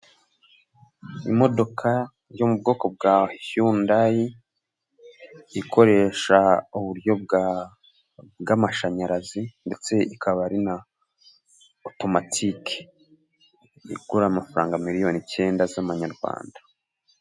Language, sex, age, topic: Kinyarwanda, male, 18-24, finance